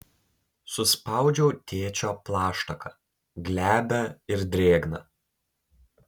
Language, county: Lithuanian, Telšiai